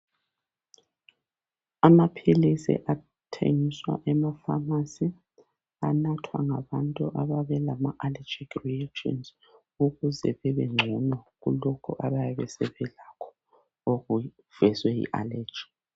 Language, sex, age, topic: North Ndebele, female, 36-49, health